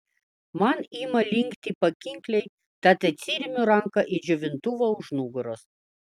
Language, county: Lithuanian, Vilnius